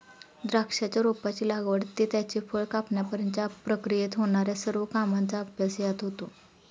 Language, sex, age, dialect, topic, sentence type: Marathi, female, 31-35, Standard Marathi, agriculture, statement